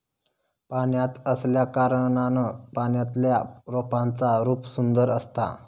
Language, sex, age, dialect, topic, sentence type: Marathi, male, 18-24, Southern Konkan, agriculture, statement